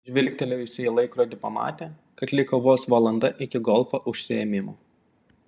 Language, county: Lithuanian, Panevėžys